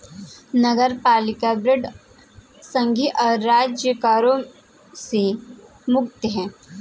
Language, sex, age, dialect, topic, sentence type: Hindi, female, 18-24, Kanauji Braj Bhasha, banking, statement